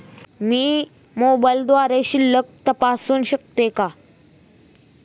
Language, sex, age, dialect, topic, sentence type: Marathi, male, 18-24, Standard Marathi, banking, question